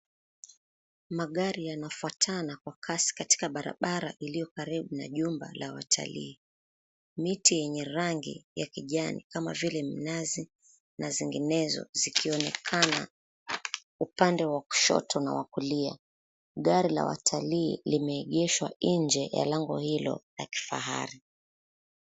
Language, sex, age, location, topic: Swahili, female, 25-35, Mombasa, government